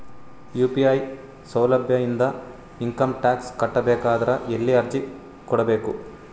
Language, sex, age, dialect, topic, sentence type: Kannada, male, 18-24, Northeastern, banking, question